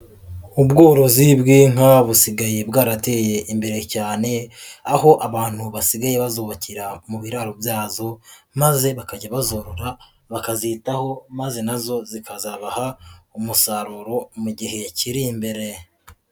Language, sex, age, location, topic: Kinyarwanda, female, 25-35, Huye, agriculture